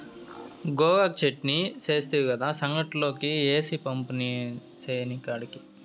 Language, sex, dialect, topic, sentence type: Telugu, male, Southern, agriculture, statement